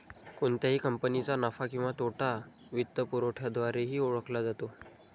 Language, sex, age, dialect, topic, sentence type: Marathi, male, 25-30, Standard Marathi, banking, statement